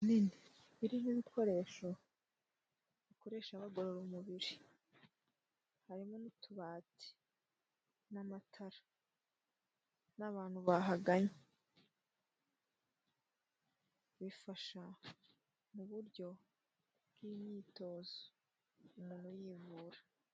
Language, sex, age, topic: Kinyarwanda, female, 18-24, health